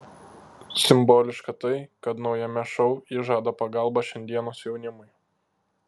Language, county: Lithuanian, Klaipėda